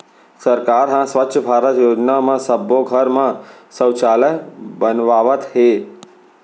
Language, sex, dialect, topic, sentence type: Chhattisgarhi, male, Central, banking, statement